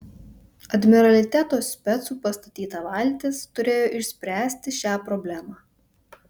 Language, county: Lithuanian, Vilnius